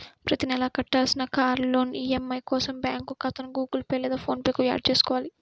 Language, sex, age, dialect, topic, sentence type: Telugu, female, 18-24, Central/Coastal, banking, statement